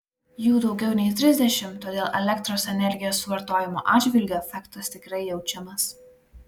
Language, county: Lithuanian, Klaipėda